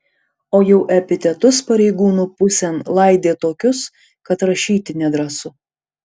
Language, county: Lithuanian, Panevėžys